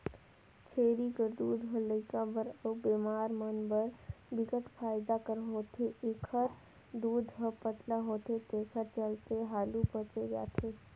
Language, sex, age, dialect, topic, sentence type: Chhattisgarhi, female, 18-24, Northern/Bhandar, agriculture, statement